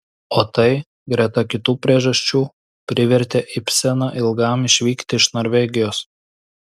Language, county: Lithuanian, Klaipėda